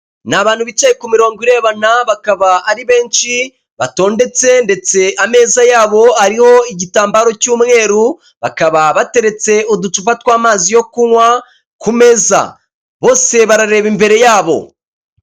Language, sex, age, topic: Kinyarwanda, male, 25-35, government